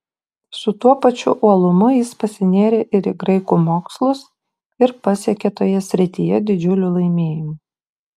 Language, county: Lithuanian, Utena